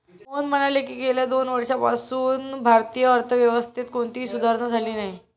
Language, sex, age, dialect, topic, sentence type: Marathi, female, 18-24, Standard Marathi, banking, statement